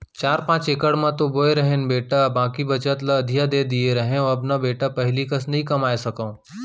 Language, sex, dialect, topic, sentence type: Chhattisgarhi, male, Central, agriculture, statement